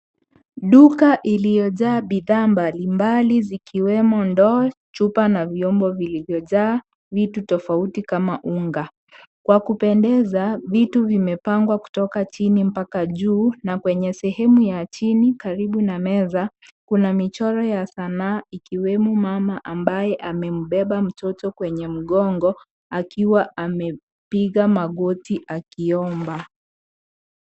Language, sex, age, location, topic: Swahili, female, 25-35, Kisii, health